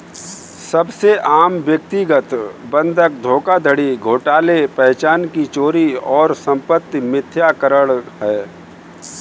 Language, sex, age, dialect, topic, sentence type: Hindi, male, 31-35, Kanauji Braj Bhasha, banking, statement